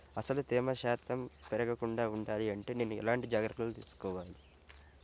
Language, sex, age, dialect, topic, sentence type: Telugu, male, 25-30, Central/Coastal, agriculture, question